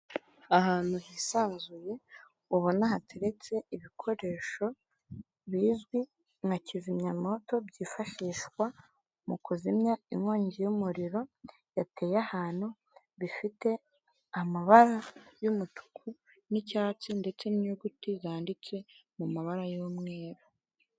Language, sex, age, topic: Kinyarwanda, female, 18-24, government